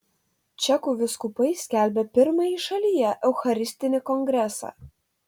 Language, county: Lithuanian, Telšiai